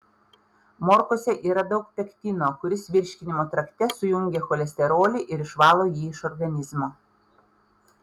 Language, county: Lithuanian, Panevėžys